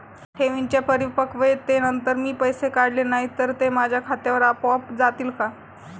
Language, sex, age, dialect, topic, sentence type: Marathi, female, 18-24, Standard Marathi, banking, question